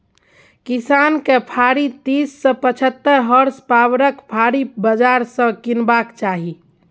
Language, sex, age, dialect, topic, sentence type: Maithili, female, 41-45, Bajjika, agriculture, statement